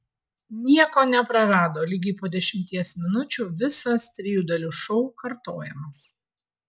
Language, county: Lithuanian, Vilnius